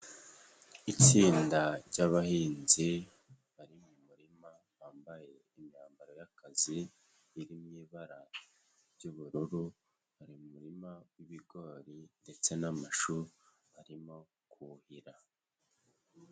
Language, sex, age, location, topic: Kinyarwanda, male, 18-24, Nyagatare, agriculture